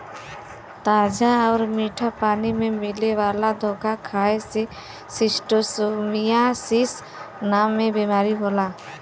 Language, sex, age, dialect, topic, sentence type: Bhojpuri, female, 25-30, Western, agriculture, statement